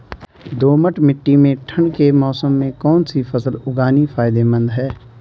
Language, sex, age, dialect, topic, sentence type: Hindi, male, 25-30, Garhwali, agriculture, question